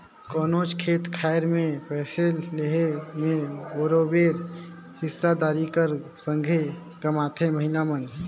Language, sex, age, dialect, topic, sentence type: Chhattisgarhi, male, 25-30, Northern/Bhandar, agriculture, statement